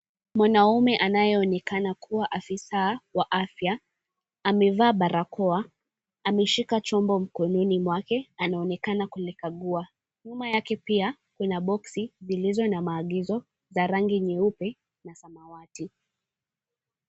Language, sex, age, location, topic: Swahili, female, 18-24, Mombasa, health